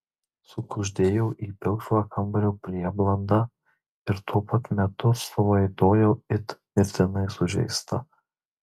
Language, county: Lithuanian, Marijampolė